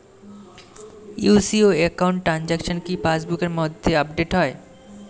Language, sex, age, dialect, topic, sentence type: Bengali, male, 18-24, Standard Colloquial, banking, question